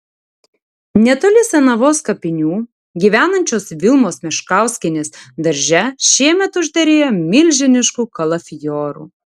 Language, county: Lithuanian, Tauragė